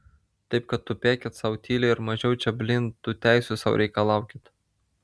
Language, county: Lithuanian, Vilnius